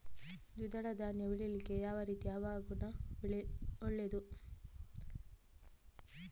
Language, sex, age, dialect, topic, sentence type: Kannada, female, 18-24, Coastal/Dakshin, agriculture, question